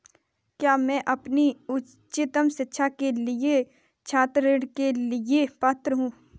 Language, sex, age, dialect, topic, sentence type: Hindi, female, 18-24, Kanauji Braj Bhasha, banking, statement